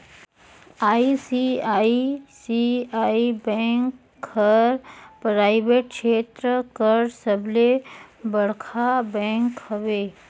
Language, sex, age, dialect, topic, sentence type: Chhattisgarhi, female, 36-40, Northern/Bhandar, banking, statement